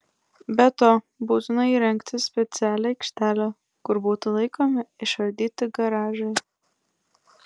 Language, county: Lithuanian, Klaipėda